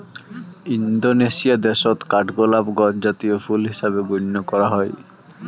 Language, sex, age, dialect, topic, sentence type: Bengali, male, 18-24, Rajbangshi, agriculture, statement